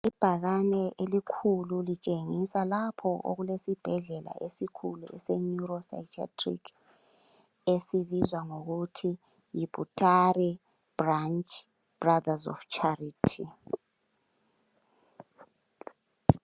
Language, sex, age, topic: North Ndebele, male, 36-49, health